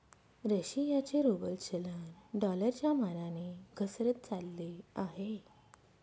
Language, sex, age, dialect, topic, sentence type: Marathi, female, 31-35, Northern Konkan, banking, statement